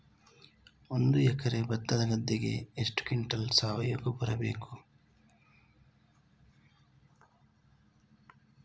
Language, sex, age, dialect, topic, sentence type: Kannada, male, 25-30, Coastal/Dakshin, agriculture, question